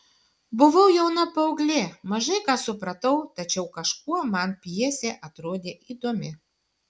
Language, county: Lithuanian, Šiauliai